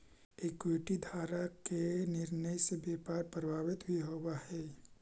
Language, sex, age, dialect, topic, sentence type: Magahi, male, 18-24, Central/Standard, banking, statement